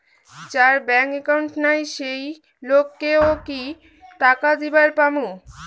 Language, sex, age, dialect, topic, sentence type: Bengali, female, 18-24, Rajbangshi, banking, question